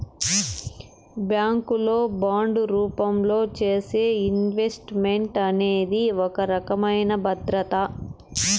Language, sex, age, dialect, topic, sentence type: Telugu, male, 46-50, Southern, banking, statement